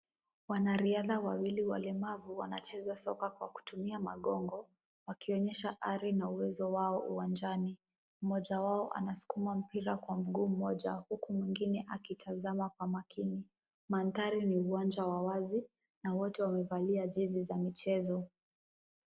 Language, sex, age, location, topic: Swahili, female, 18-24, Kisumu, education